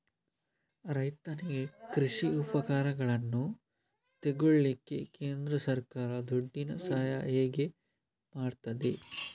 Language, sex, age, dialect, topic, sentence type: Kannada, male, 25-30, Coastal/Dakshin, agriculture, question